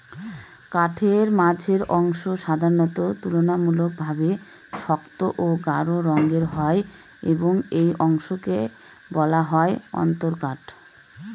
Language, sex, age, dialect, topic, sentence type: Bengali, female, 31-35, Northern/Varendri, agriculture, statement